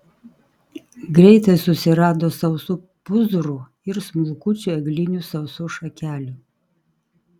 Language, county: Lithuanian, Kaunas